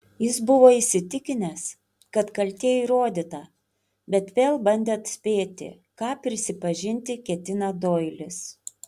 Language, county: Lithuanian, Panevėžys